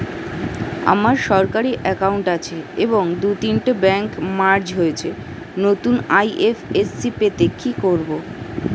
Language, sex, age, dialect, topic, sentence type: Bengali, female, 31-35, Standard Colloquial, banking, question